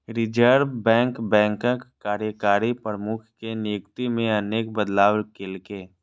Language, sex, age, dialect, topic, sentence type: Maithili, male, 25-30, Eastern / Thethi, banking, statement